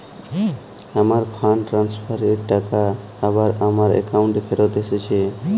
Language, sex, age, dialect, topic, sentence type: Bengali, male, 18-24, Jharkhandi, banking, statement